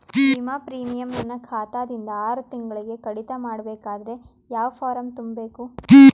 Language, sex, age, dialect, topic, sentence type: Kannada, female, 18-24, Northeastern, banking, question